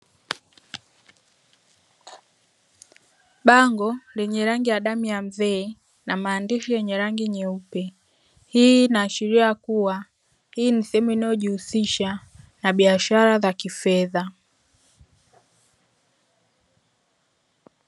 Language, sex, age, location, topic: Swahili, female, 18-24, Dar es Salaam, finance